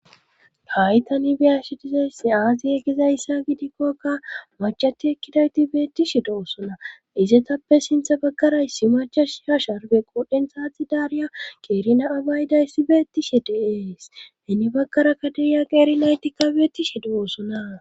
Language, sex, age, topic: Gamo, female, 25-35, government